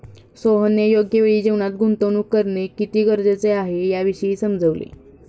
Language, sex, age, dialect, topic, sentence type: Marathi, female, 41-45, Standard Marathi, banking, statement